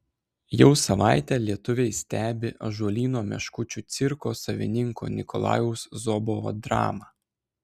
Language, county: Lithuanian, Klaipėda